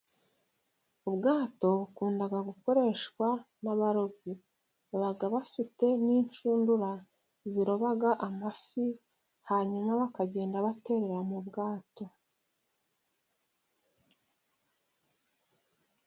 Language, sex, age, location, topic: Kinyarwanda, female, 36-49, Musanze, agriculture